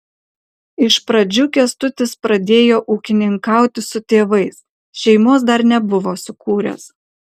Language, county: Lithuanian, Kaunas